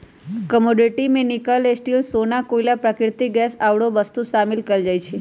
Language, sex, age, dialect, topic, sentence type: Magahi, female, 18-24, Western, banking, statement